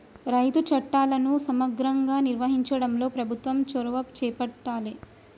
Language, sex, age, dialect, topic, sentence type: Telugu, male, 18-24, Telangana, agriculture, statement